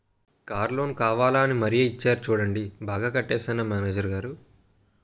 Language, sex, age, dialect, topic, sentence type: Telugu, male, 18-24, Utterandhra, banking, statement